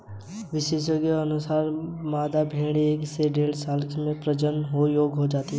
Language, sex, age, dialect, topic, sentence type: Hindi, male, 18-24, Hindustani Malvi Khadi Boli, agriculture, statement